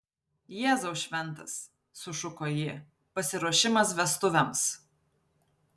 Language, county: Lithuanian, Vilnius